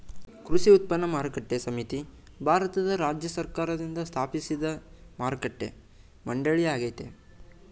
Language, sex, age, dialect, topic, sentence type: Kannada, male, 18-24, Mysore Kannada, agriculture, statement